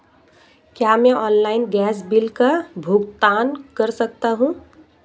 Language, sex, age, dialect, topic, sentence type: Hindi, female, 25-30, Marwari Dhudhari, banking, question